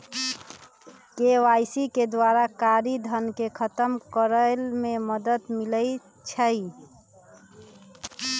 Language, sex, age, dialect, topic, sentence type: Magahi, female, 31-35, Western, banking, statement